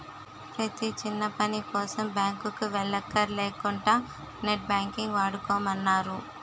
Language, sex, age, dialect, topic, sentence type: Telugu, female, 18-24, Utterandhra, banking, statement